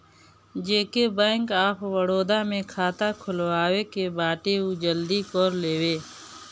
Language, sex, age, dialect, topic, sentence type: Bhojpuri, female, 36-40, Northern, banking, statement